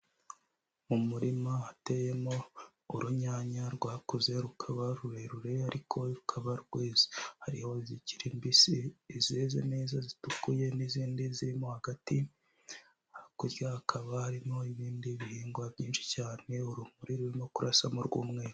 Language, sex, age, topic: Kinyarwanda, male, 18-24, agriculture